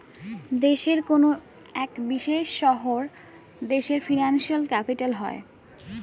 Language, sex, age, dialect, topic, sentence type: Bengali, female, 18-24, Standard Colloquial, banking, statement